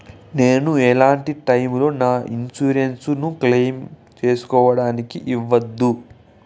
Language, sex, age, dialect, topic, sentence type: Telugu, male, 18-24, Southern, banking, question